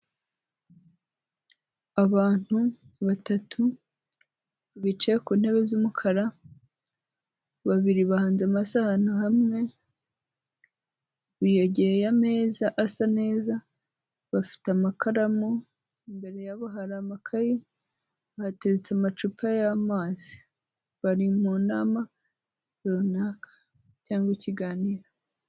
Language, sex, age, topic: Kinyarwanda, female, 18-24, government